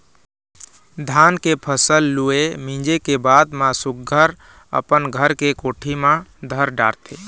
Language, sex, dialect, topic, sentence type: Chhattisgarhi, male, Eastern, agriculture, statement